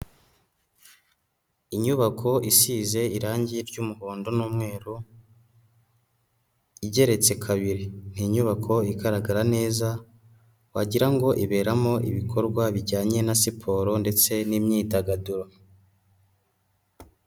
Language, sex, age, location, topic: Kinyarwanda, male, 18-24, Nyagatare, government